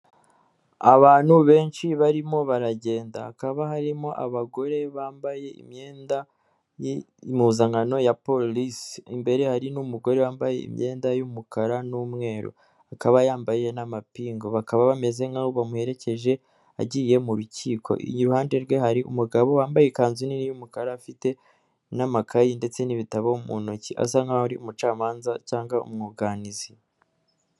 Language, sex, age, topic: Kinyarwanda, female, 18-24, government